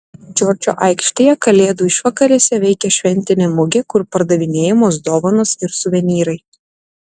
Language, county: Lithuanian, Telšiai